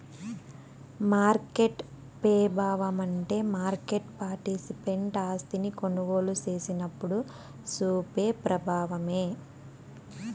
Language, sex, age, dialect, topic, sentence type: Telugu, female, 18-24, Southern, banking, statement